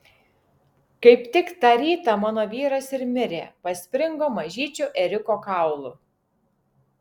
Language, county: Lithuanian, Vilnius